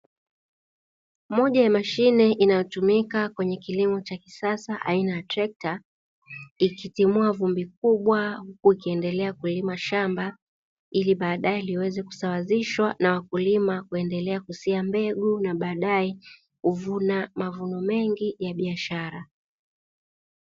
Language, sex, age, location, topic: Swahili, female, 36-49, Dar es Salaam, agriculture